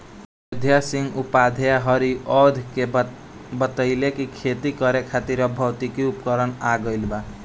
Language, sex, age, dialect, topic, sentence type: Bhojpuri, male, <18, Southern / Standard, agriculture, question